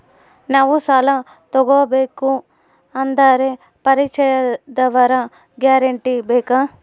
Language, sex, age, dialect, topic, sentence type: Kannada, female, 25-30, Central, banking, question